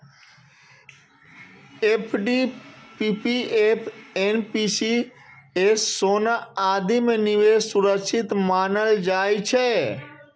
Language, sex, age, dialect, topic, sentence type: Maithili, male, 36-40, Eastern / Thethi, banking, statement